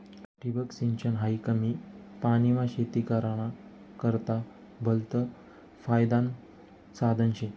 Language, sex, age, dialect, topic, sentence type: Marathi, male, 25-30, Northern Konkan, agriculture, statement